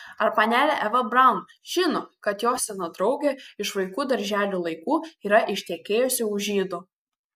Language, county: Lithuanian, Kaunas